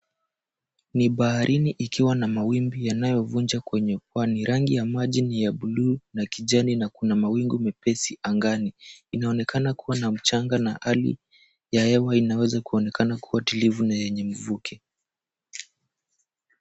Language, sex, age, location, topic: Swahili, male, 18-24, Mombasa, government